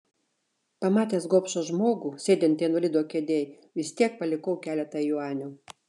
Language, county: Lithuanian, Šiauliai